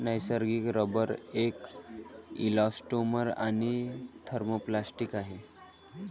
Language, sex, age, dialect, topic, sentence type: Marathi, male, 18-24, Varhadi, agriculture, statement